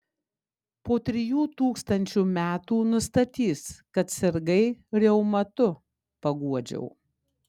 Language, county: Lithuanian, Klaipėda